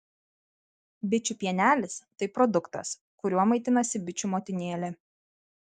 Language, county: Lithuanian, Kaunas